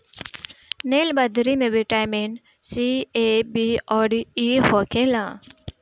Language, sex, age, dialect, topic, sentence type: Bhojpuri, female, 25-30, Northern, agriculture, statement